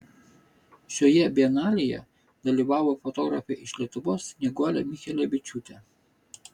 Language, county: Lithuanian, Vilnius